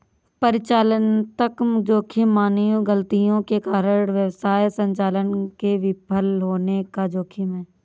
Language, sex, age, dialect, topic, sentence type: Hindi, female, 31-35, Awadhi Bundeli, banking, statement